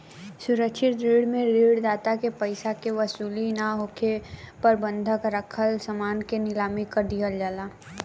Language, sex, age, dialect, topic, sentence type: Bhojpuri, female, 18-24, Southern / Standard, banking, statement